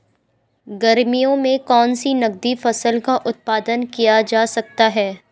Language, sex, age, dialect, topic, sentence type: Hindi, female, 18-24, Garhwali, agriculture, question